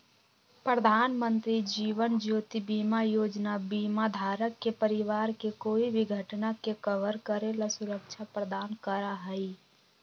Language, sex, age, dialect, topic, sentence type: Magahi, female, 18-24, Western, banking, statement